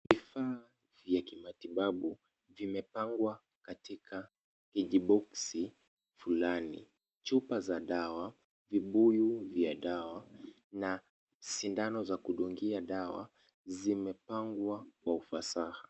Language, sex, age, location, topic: Swahili, male, 25-35, Kisumu, health